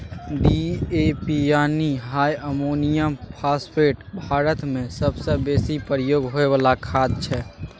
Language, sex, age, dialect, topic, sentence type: Maithili, male, 18-24, Bajjika, agriculture, statement